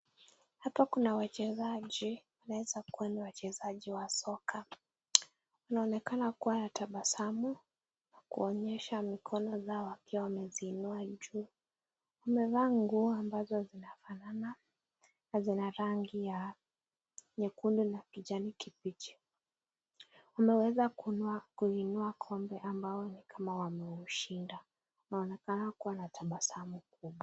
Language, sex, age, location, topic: Swahili, female, 18-24, Nakuru, government